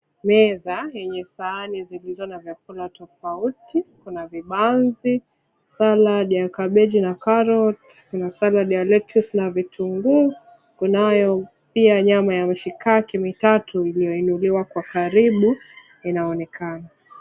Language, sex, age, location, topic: Swahili, female, 25-35, Mombasa, agriculture